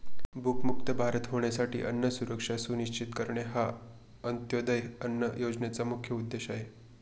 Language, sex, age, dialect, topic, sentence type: Marathi, male, 25-30, Northern Konkan, agriculture, statement